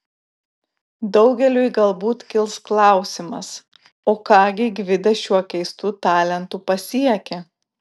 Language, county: Lithuanian, Klaipėda